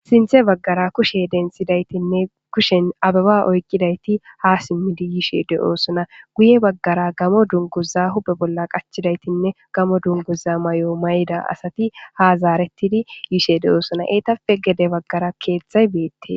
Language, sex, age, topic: Gamo, female, 25-35, government